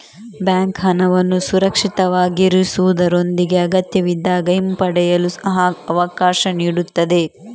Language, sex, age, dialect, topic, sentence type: Kannada, female, 60-100, Coastal/Dakshin, banking, statement